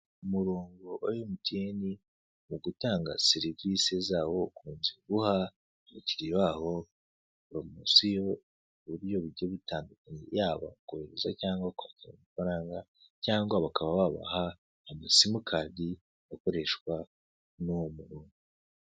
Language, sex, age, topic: Kinyarwanda, male, 18-24, finance